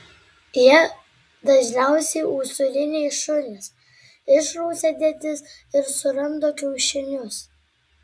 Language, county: Lithuanian, Klaipėda